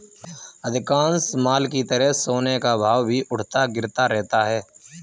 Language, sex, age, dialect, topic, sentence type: Hindi, male, 18-24, Kanauji Braj Bhasha, banking, statement